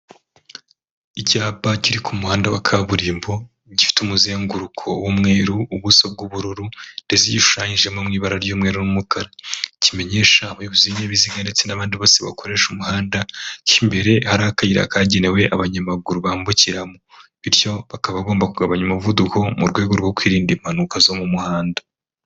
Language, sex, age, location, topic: Kinyarwanda, male, 25-35, Huye, government